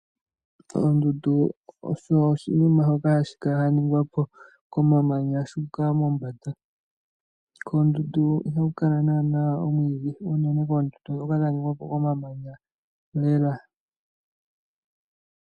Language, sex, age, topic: Oshiwambo, male, 18-24, agriculture